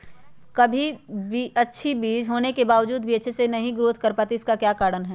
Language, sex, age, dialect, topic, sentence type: Magahi, female, 31-35, Western, agriculture, question